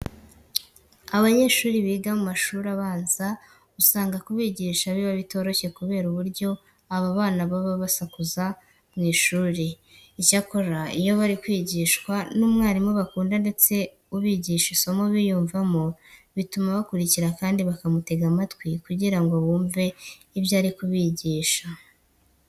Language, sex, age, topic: Kinyarwanda, male, 18-24, education